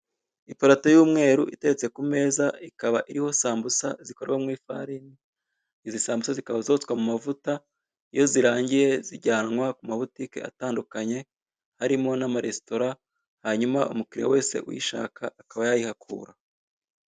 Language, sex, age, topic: Kinyarwanda, male, 25-35, finance